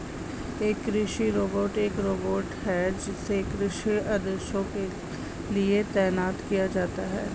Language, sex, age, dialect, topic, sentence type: Hindi, female, 36-40, Hindustani Malvi Khadi Boli, agriculture, statement